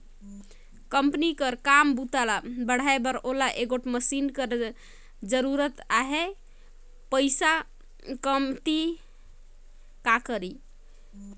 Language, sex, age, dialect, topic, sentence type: Chhattisgarhi, female, 25-30, Northern/Bhandar, banking, statement